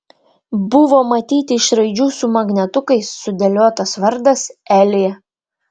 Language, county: Lithuanian, Vilnius